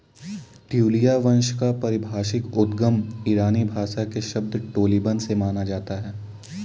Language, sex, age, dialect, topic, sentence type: Hindi, male, 18-24, Kanauji Braj Bhasha, agriculture, statement